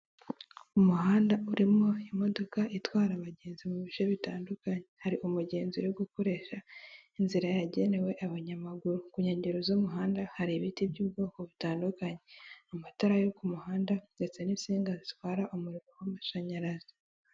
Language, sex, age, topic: Kinyarwanda, female, 18-24, government